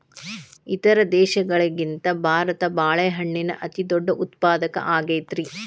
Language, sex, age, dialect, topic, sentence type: Kannada, female, 36-40, Dharwad Kannada, agriculture, statement